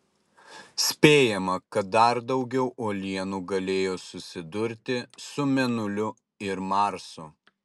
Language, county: Lithuanian, Utena